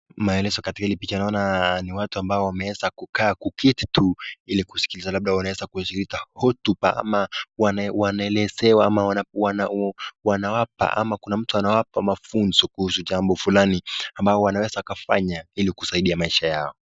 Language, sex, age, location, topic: Swahili, male, 18-24, Nakuru, government